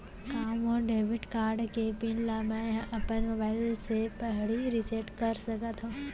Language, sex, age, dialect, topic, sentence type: Chhattisgarhi, female, 56-60, Central, banking, question